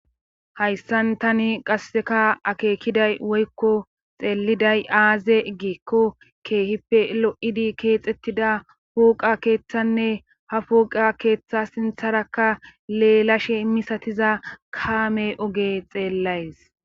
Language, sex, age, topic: Gamo, female, 25-35, government